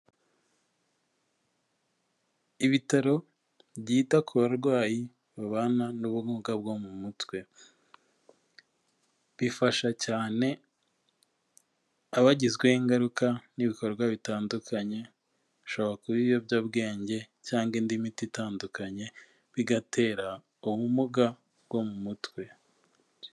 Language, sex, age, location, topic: Kinyarwanda, male, 25-35, Kigali, health